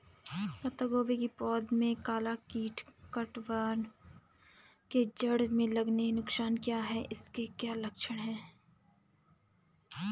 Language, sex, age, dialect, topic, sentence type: Hindi, female, 25-30, Garhwali, agriculture, question